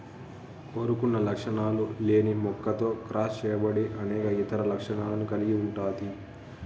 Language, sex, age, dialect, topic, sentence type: Telugu, male, 31-35, Southern, agriculture, statement